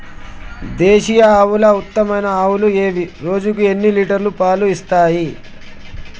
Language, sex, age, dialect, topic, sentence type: Telugu, male, 25-30, Telangana, agriculture, question